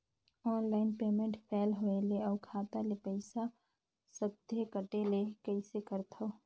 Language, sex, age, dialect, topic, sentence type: Chhattisgarhi, female, 25-30, Northern/Bhandar, banking, question